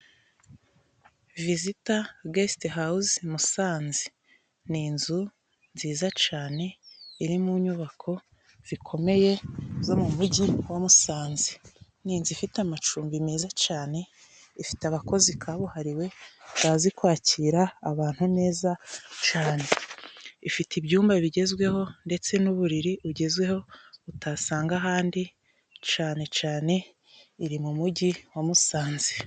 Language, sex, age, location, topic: Kinyarwanda, female, 25-35, Musanze, finance